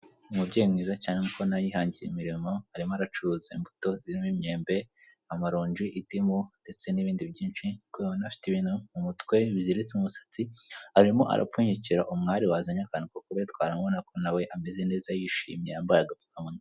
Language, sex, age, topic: Kinyarwanda, male, 25-35, finance